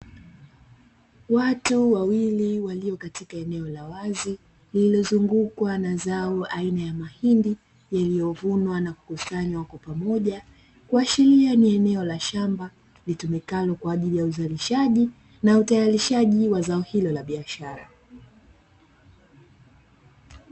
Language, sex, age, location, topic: Swahili, female, 25-35, Dar es Salaam, agriculture